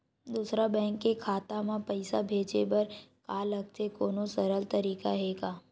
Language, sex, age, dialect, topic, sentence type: Chhattisgarhi, male, 18-24, Western/Budati/Khatahi, banking, question